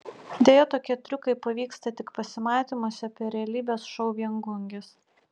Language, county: Lithuanian, Utena